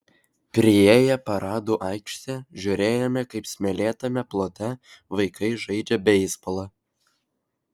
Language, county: Lithuanian, Vilnius